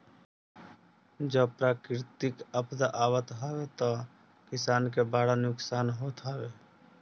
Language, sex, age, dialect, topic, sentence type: Bhojpuri, male, 18-24, Northern, agriculture, statement